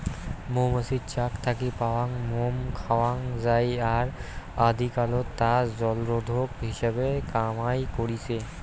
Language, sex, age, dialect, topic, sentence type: Bengali, male, 18-24, Rajbangshi, agriculture, statement